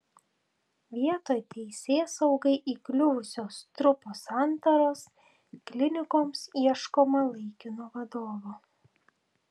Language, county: Lithuanian, Tauragė